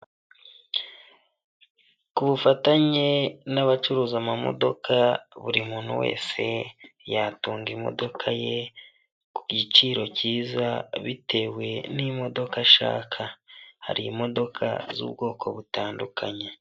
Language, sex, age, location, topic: Kinyarwanda, male, 25-35, Huye, finance